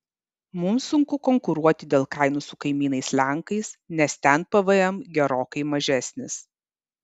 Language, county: Lithuanian, Kaunas